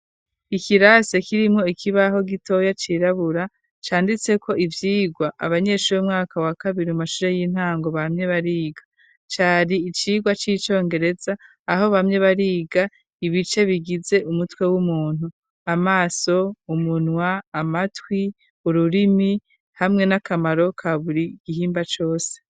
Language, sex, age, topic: Rundi, female, 36-49, education